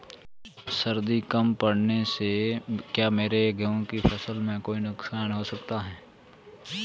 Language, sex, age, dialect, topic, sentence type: Hindi, male, 18-24, Marwari Dhudhari, agriculture, question